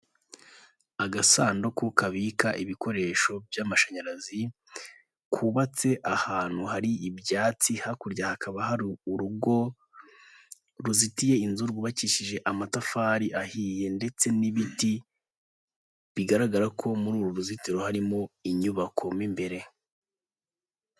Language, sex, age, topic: Kinyarwanda, male, 18-24, government